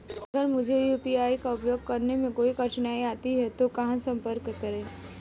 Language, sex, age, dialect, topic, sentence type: Hindi, female, 18-24, Marwari Dhudhari, banking, question